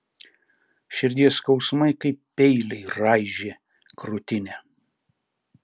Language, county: Lithuanian, Šiauliai